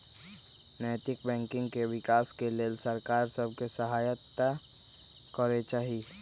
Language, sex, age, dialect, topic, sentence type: Magahi, male, 25-30, Western, banking, statement